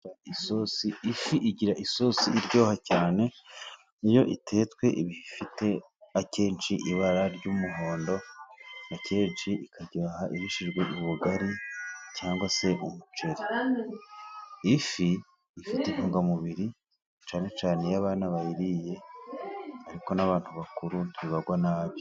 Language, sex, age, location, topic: Kinyarwanda, male, 36-49, Musanze, agriculture